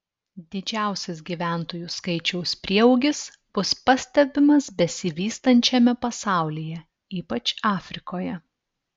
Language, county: Lithuanian, Telšiai